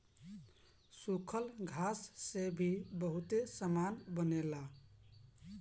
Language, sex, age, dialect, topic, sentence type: Bhojpuri, male, 18-24, Northern, agriculture, statement